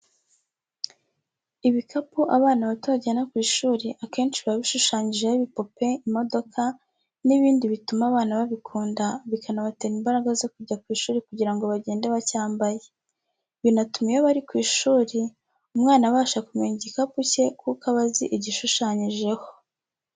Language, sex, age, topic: Kinyarwanda, female, 18-24, education